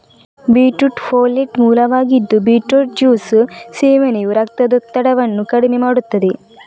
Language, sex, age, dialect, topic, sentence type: Kannada, female, 36-40, Coastal/Dakshin, agriculture, statement